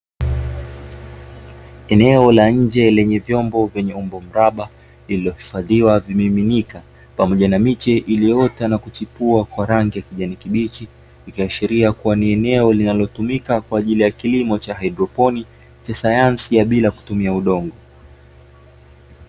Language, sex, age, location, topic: Swahili, male, 25-35, Dar es Salaam, agriculture